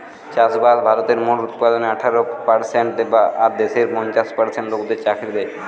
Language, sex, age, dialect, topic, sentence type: Bengali, male, 18-24, Western, agriculture, statement